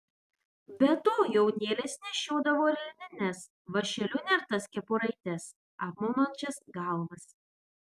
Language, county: Lithuanian, Vilnius